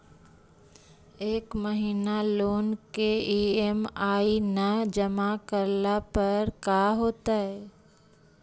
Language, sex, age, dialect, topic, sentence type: Magahi, male, 25-30, Central/Standard, banking, question